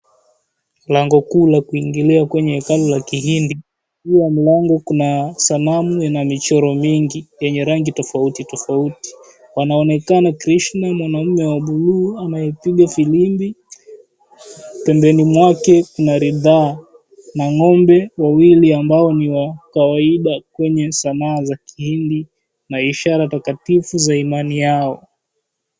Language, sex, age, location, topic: Swahili, male, 18-24, Mombasa, government